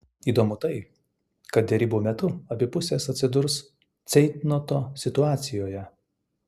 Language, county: Lithuanian, Utena